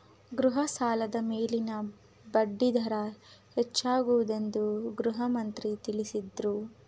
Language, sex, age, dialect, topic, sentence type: Kannada, female, 25-30, Mysore Kannada, banking, statement